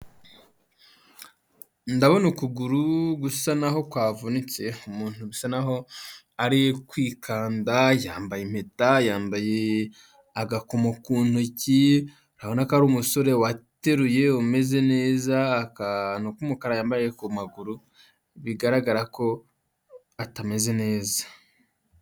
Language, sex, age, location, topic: Kinyarwanda, male, 25-35, Huye, health